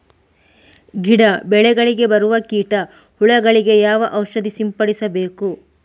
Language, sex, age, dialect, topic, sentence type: Kannada, female, 18-24, Coastal/Dakshin, agriculture, question